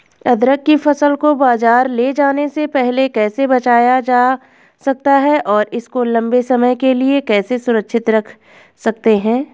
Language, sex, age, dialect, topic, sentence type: Hindi, female, 25-30, Garhwali, agriculture, question